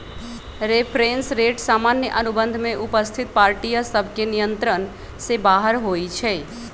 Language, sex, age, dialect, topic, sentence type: Magahi, female, 31-35, Western, banking, statement